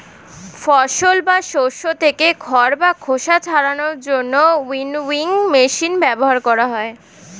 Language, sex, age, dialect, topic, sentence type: Bengali, female, 18-24, Standard Colloquial, agriculture, statement